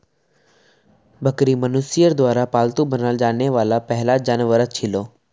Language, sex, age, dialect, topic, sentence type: Magahi, male, 18-24, Northeastern/Surjapuri, agriculture, statement